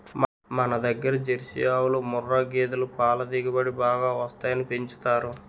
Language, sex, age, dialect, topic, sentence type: Telugu, male, 18-24, Utterandhra, agriculture, statement